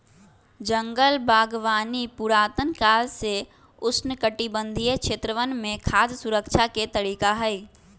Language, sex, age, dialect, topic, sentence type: Magahi, female, 18-24, Western, agriculture, statement